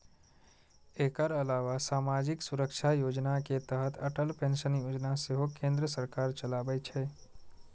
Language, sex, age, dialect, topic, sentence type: Maithili, male, 36-40, Eastern / Thethi, banking, statement